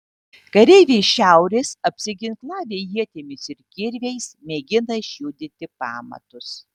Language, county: Lithuanian, Tauragė